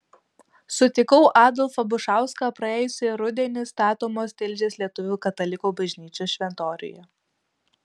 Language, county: Lithuanian, Vilnius